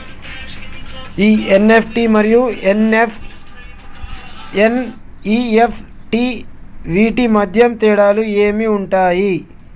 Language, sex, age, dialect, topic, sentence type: Telugu, male, 25-30, Telangana, banking, question